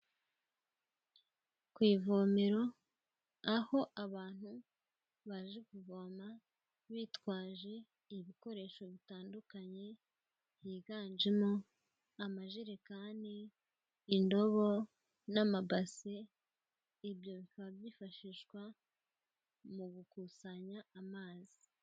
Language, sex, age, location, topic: Kinyarwanda, female, 18-24, Kigali, health